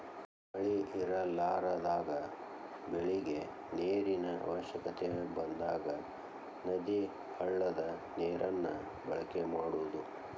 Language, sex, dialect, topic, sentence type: Kannada, male, Dharwad Kannada, agriculture, statement